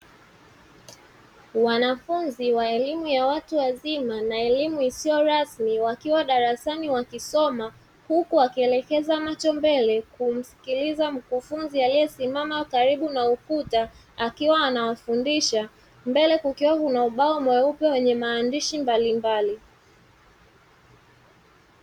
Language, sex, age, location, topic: Swahili, male, 25-35, Dar es Salaam, education